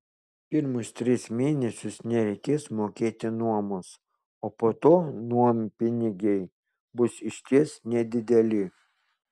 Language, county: Lithuanian, Kaunas